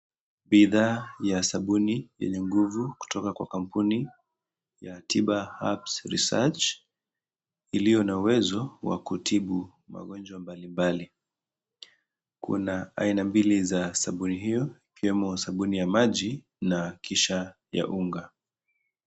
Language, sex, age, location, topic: Swahili, male, 25-35, Kisii, health